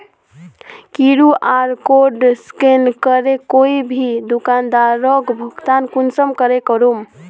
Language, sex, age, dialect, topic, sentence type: Magahi, female, 18-24, Northeastern/Surjapuri, banking, question